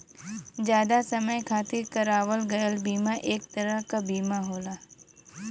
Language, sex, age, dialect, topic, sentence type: Bhojpuri, female, 18-24, Western, banking, statement